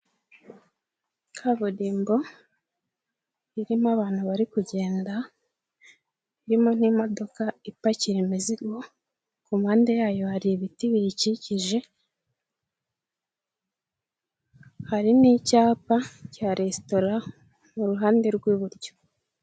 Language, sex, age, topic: Kinyarwanda, female, 18-24, government